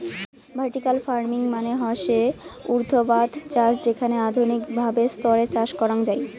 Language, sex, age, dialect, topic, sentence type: Bengali, male, 18-24, Rajbangshi, agriculture, statement